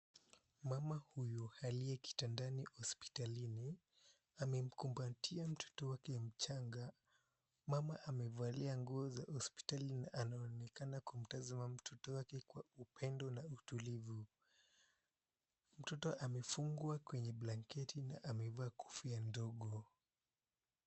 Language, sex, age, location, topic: Swahili, male, 18-24, Mombasa, health